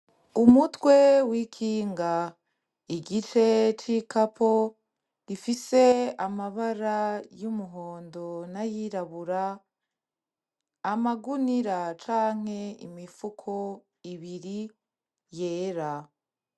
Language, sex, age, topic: Rundi, female, 25-35, agriculture